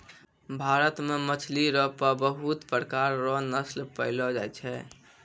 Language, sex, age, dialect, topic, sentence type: Maithili, male, 18-24, Angika, agriculture, statement